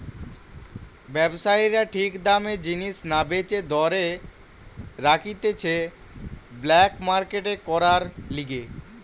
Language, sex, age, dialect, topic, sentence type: Bengali, male, <18, Western, banking, statement